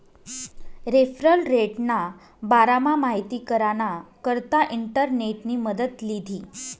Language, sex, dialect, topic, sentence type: Marathi, female, Northern Konkan, banking, statement